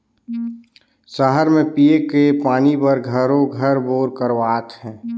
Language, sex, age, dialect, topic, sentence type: Chhattisgarhi, male, 31-35, Northern/Bhandar, agriculture, statement